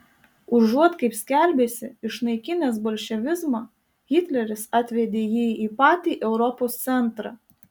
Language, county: Lithuanian, Marijampolė